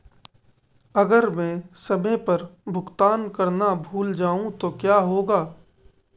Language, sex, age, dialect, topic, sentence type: Hindi, male, 18-24, Marwari Dhudhari, banking, question